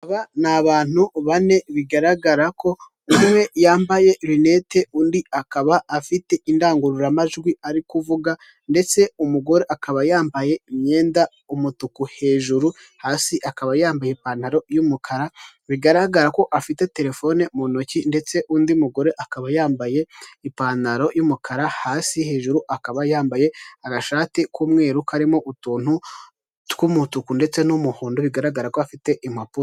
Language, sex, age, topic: Kinyarwanda, male, 18-24, government